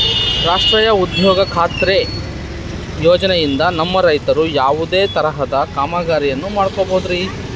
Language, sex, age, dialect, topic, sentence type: Kannada, male, 31-35, Central, agriculture, question